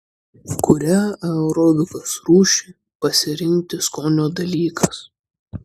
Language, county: Lithuanian, Klaipėda